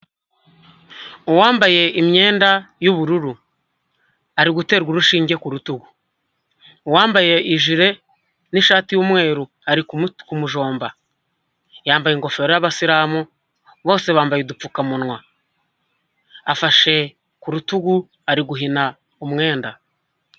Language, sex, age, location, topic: Kinyarwanda, male, 25-35, Huye, health